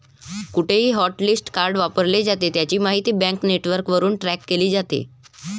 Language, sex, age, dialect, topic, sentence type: Marathi, male, 18-24, Varhadi, banking, statement